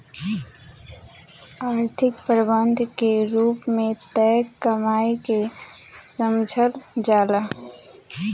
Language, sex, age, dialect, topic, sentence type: Bhojpuri, female, 18-24, Southern / Standard, banking, statement